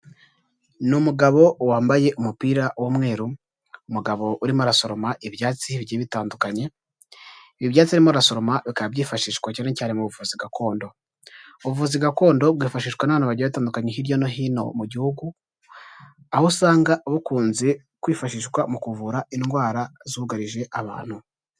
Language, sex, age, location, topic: Kinyarwanda, male, 18-24, Huye, health